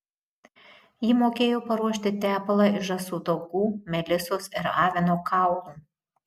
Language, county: Lithuanian, Marijampolė